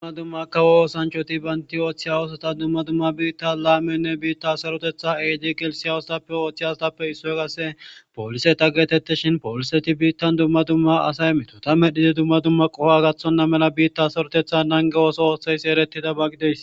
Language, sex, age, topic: Gamo, male, 18-24, government